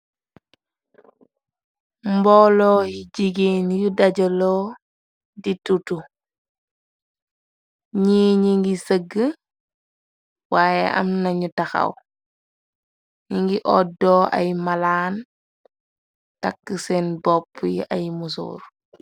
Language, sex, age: Wolof, female, 18-24